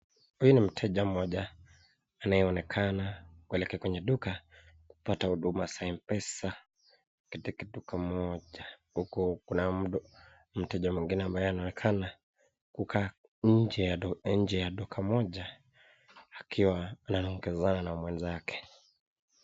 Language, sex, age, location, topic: Swahili, male, 25-35, Nakuru, finance